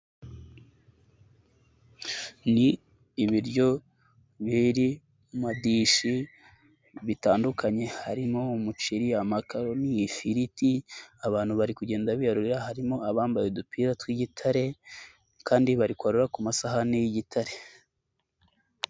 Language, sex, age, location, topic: Kinyarwanda, male, 18-24, Nyagatare, finance